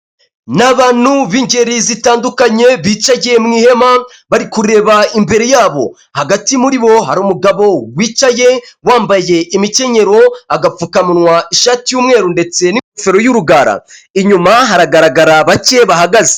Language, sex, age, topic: Kinyarwanda, male, 25-35, government